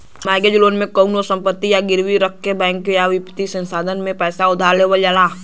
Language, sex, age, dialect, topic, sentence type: Bhojpuri, male, <18, Western, banking, statement